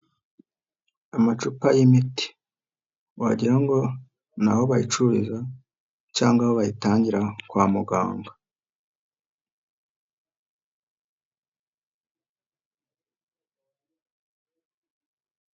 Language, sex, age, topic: Kinyarwanda, female, 50+, agriculture